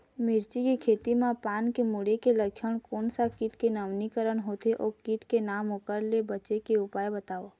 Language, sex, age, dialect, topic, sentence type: Chhattisgarhi, female, 36-40, Eastern, agriculture, question